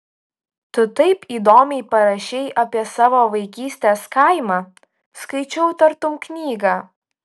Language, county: Lithuanian, Utena